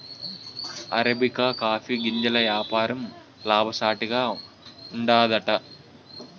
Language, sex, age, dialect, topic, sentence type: Telugu, male, 18-24, Southern, agriculture, statement